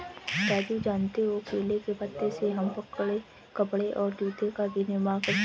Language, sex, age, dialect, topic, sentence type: Hindi, female, 25-30, Marwari Dhudhari, agriculture, statement